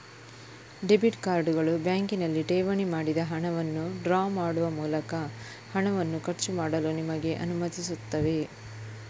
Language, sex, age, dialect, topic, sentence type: Kannada, female, 31-35, Coastal/Dakshin, banking, statement